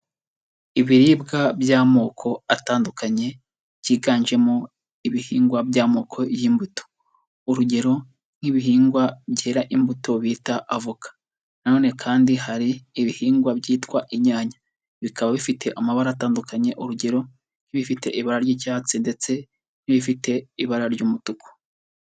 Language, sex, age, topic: Kinyarwanda, male, 18-24, agriculture